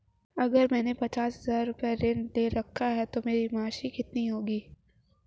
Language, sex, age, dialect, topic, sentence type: Hindi, female, 18-24, Marwari Dhudhari, banking, question